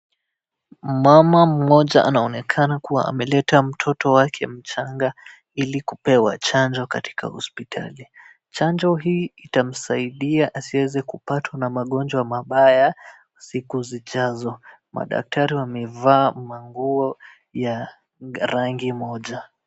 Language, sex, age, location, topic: Swahili, male, 18-24, Wajir, health